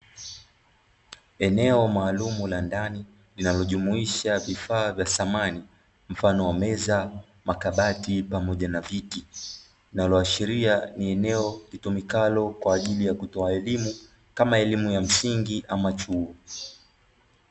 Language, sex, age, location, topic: Swahili, male, 25-35, Dar es Salaam, education